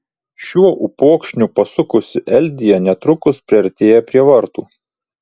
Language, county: Lithuanian, Vilnius